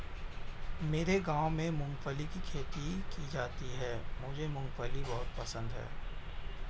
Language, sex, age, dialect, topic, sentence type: Hindi, male, 60-100, Hindustani Malvi Khadi Boli, agriculture, statement